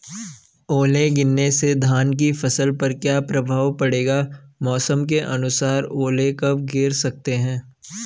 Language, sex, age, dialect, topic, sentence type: Hindi, male, 18-24, Garhwali, agriculture, question